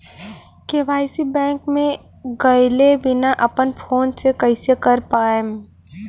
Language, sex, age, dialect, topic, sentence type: Bhojpuri, female, 18-24, Southern / Standard, banking, question